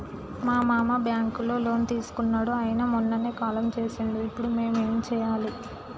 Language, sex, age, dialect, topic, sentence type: Telugu, female, 18-24, Telangana, banking, question